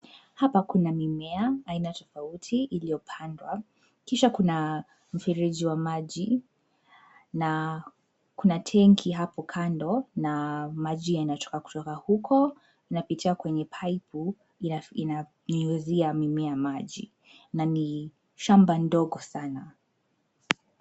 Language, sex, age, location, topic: Swahili, female, 18-24, Nairobi, agriculture